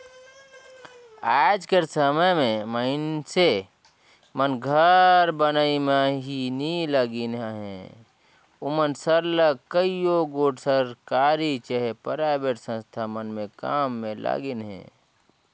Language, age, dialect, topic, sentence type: Chhattisgarhi, 41-45, Northern/Bhandar, agriculture, statement